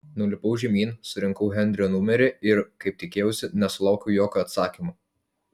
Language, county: Lithuanian, Vilnius